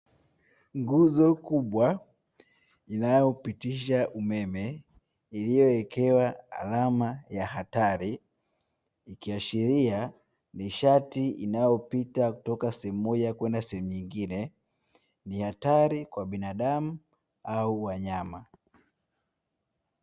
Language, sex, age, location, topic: Swahili, male, 18-24, Dar es Salaam, government